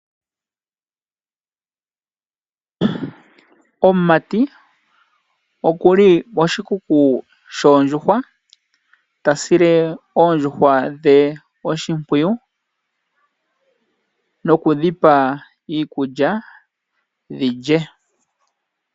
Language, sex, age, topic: Oshiwambo, male, 25-35, agriculture